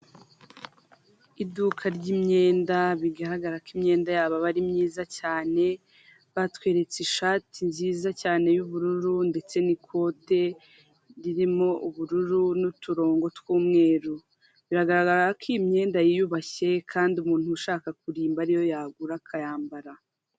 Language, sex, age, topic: Kinyarwanda, female, 25-35, finance